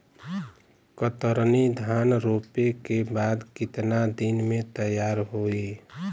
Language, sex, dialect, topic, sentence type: Bhojpuri, male, Western, agriculture, question